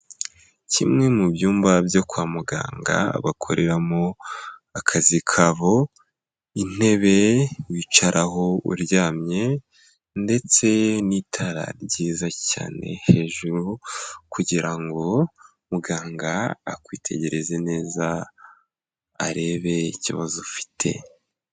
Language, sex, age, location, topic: Kinyarwanda, male, 18-24, Kigali, health